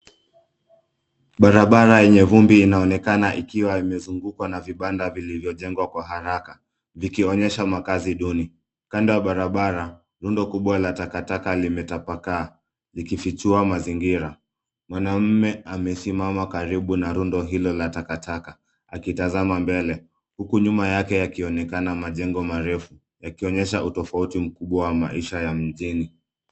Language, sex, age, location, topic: Swahili, male, 25-35, Nairobi, government